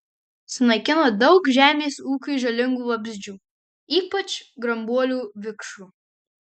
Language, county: Lithuanian, Marijampolė